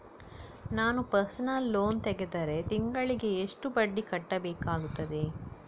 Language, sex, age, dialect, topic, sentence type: Kannada, female, 60-100, Coastal/Dakshin, banking, question